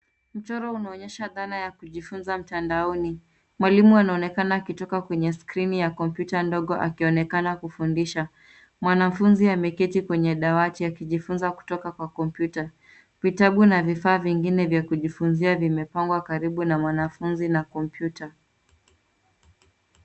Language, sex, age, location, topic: Swahili, female, 25-35, Nairobi, education